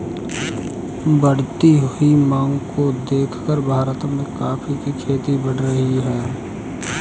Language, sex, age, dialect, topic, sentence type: Hindi, male, 25-30, Kanauji Braj Bhasha, agriculture, statement